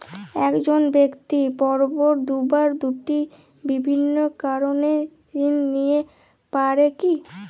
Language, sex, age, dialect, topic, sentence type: Bengali, female, <18, Jharkhandi, banking, question